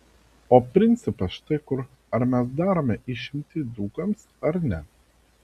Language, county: Lithuanian, Vilnius